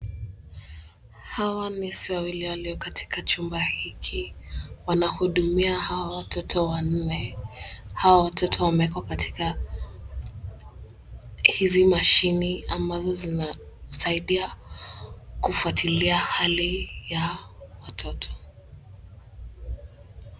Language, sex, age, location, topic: Swahili, female, 18-24, Mombasa, health